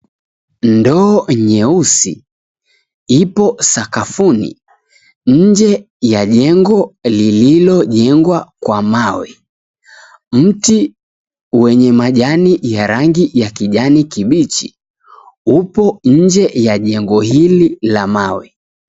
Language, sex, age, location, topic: Swahili, female, 18-24, Mombasa, government